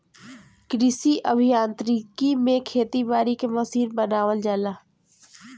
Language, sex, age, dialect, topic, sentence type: Bhojpuri, male, 18-24, Northern, agriculture, statement